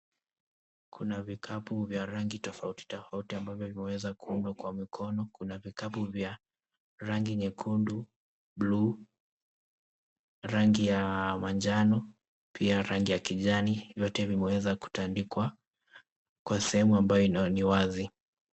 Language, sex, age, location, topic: Swahili, male, 18-24, Kisii, finance